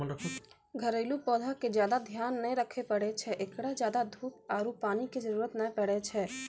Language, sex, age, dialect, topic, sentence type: Maithili, female, 18-24, Angika, agriculture, statement